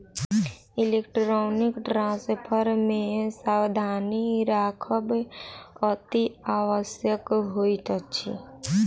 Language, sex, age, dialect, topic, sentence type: Maithili, female, 18-24, Southern/Standard, banking, statement